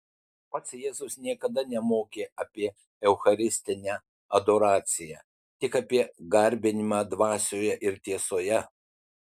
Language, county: Lithuanian, Utena